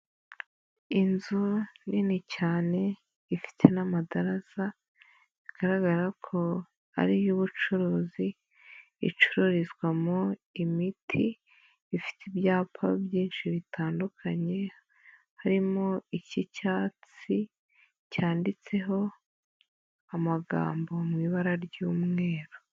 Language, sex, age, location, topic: Kinyarwanda, female, 25-35, Huye, health